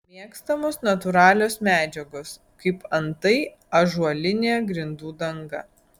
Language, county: Lithuanian, Vilnius